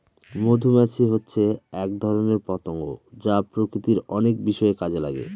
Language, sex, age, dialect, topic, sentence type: Bengali, male, 25-30, Northern/Varendri, agriculture, statement